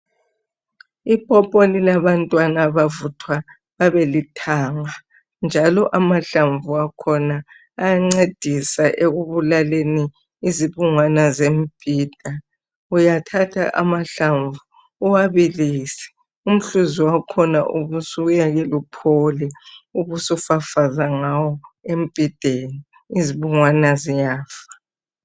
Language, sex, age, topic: North Ndebele, female, 50+, health